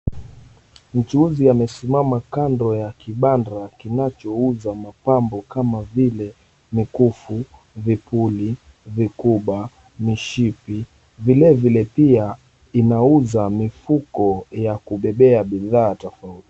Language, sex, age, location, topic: Swahili, male, 25-35, Mombasa, finance